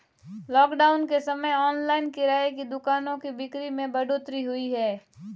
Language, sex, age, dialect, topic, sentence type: Hindi, female, 18-24, Marwari Dhudhari, agriculture, statement